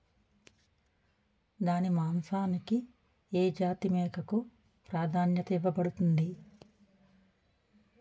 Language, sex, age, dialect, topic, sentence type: Telugu, female, 41-45, Utterandhra, agriculture, statement